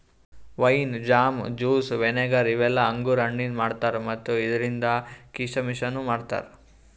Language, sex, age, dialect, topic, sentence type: Kannada, male, 18-24, Northeastern, agriculture, statement